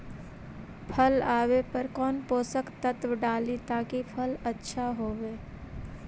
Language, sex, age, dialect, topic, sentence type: Magahi, female, 18-24, Central/Standard, agriculture, question